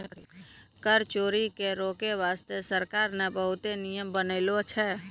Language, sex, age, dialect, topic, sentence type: Maithili, female, 18-24, Angika, banking, statement